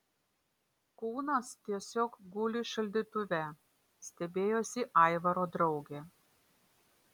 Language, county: Lithuanian, Vilnius